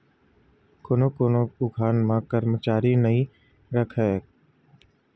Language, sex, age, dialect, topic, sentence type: Chhattisgarhi, male, 18-24, Western/Budati/Khatahi, banking, statement